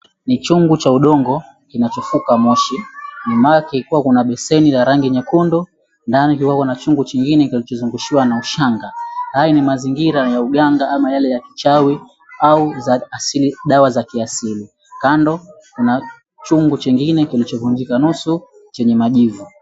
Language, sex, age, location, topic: Swahili, male, 18-24, Mombasa, health